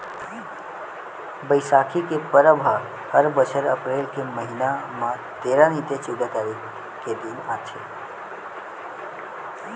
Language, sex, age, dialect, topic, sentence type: Chhattisgarhi, male, 18-24, Western/Budati/Khatahi, agriculture, statement